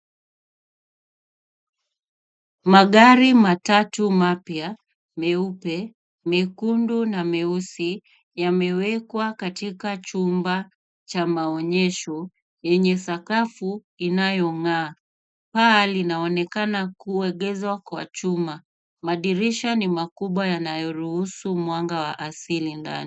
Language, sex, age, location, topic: Swahili, female, 18-24, Kisumu, finance